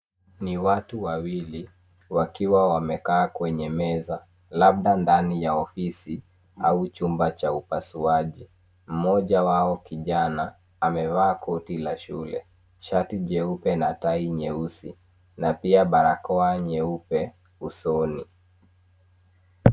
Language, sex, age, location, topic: Swahili, male, 18-24, Nairobi, health